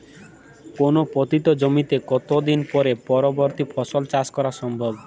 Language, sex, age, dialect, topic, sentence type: Bengali, male, 18-24, Jharkhandi, agriculture, question